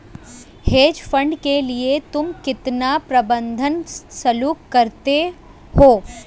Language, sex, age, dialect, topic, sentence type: Hindi, female, 25-30, Hindustani Malvi Khadi Boli, banking, statement